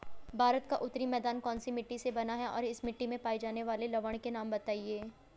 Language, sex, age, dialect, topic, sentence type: Hindi, female, 25-30, Hindustani Malvi Khadi Boli, agriculture, question